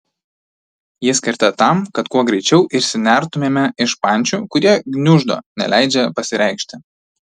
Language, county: Lithuanian, Tauragė